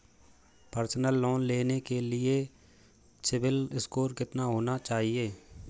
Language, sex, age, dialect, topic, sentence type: Hindi, male, 18-24, Marwari Dhudhari, banking, question